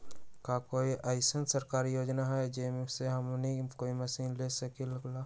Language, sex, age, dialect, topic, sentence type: Magahi, male, 18-24, Western, agriculture, question